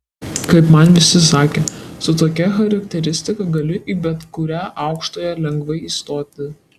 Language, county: Lithuanian, Kaunas